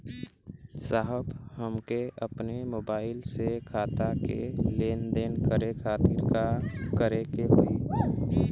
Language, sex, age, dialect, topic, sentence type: Bhojpuri, male, 18-24, Western, banking, question